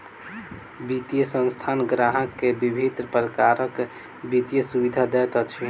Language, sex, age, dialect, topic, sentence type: Maithili, male, 18-24, Southern/Standard, banking, statement